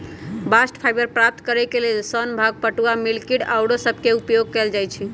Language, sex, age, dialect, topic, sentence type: Magahi, female, 25-30, Western, agriculture, statement